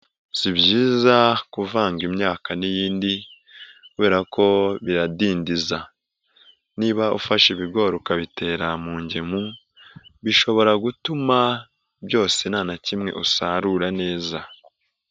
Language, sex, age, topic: Kinyarwanda, male, 18-24, agriculture